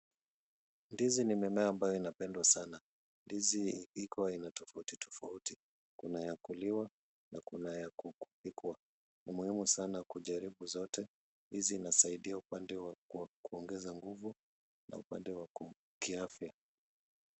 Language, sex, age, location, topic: Swahili, male, 36-49, Kisumu, agriculture